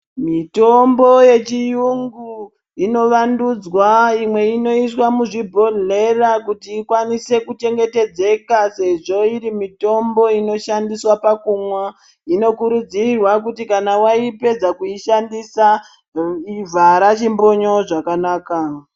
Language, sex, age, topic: Ndau, male, 36-49, health